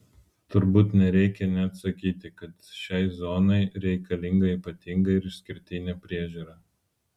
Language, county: Lithuanian, Vilnius